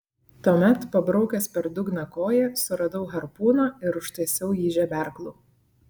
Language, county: Lithuanian, Klaipėda